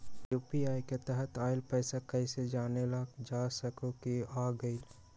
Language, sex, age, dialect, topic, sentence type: Magahi, male, 18-24, Western, banking, question